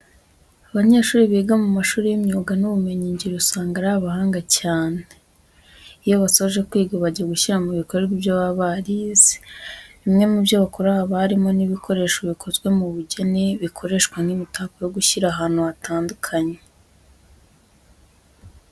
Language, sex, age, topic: Kinyarwanda, female, 18-24, education